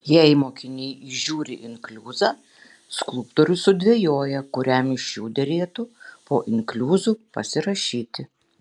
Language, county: Lithuanian, Šiauliai